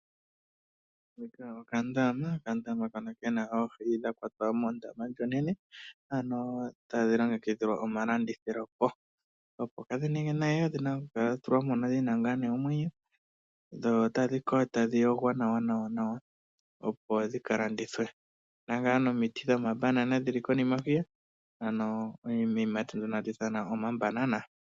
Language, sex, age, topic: Oshiwambo, male, 18-24, agriculture